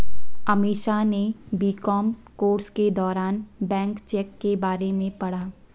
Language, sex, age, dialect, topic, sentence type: Hindi, female, 56-60, Marwari Dhudhari, banking, statement